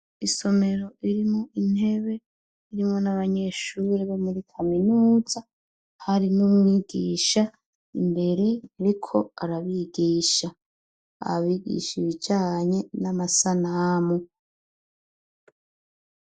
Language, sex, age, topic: Rundi, female, 36-49, education